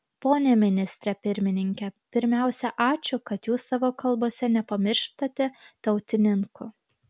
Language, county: Lithuanian, Kaunas